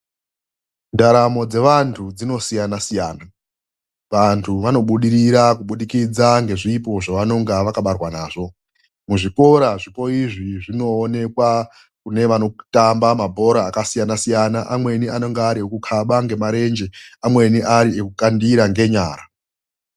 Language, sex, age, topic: Ndau, male, 36-49, education